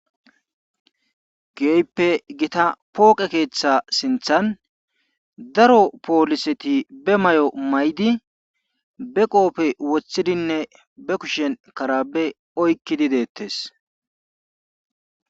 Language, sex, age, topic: Gamo, male, 18-24, government